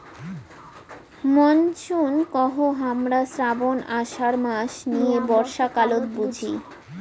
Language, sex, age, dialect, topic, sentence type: Bengali, female, 18-24, Rajbangshi, agriculture, statement